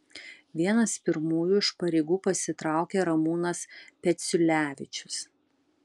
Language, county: Lithuanian, Utena